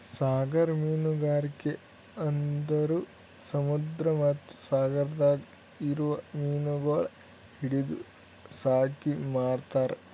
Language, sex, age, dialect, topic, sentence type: Kannada, male, 18-24, Northeastern, agriculture, statement